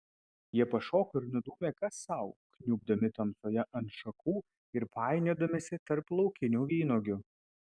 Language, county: Lithuanian, Vilnius